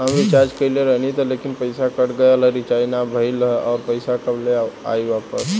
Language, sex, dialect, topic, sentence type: Bhojpuri, male, Southern / Standard, banking, question